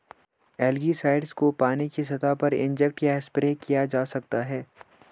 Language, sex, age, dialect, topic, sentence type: Hindi, male, 18-24, Hindustani Malvi Khadi Boli, agriculture, statement